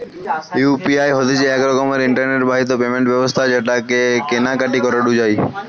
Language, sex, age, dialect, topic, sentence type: Bengali, male, 18-24, Western, banking, statement